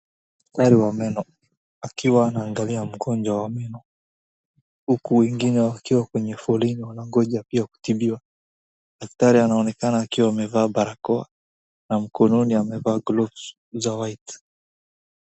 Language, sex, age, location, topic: Swahili, male, 18-24, Wajir, health